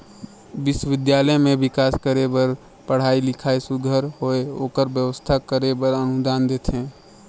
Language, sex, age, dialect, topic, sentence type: Chhattisgarhi, male, 18-24, Northern/Bhandar, banking, statement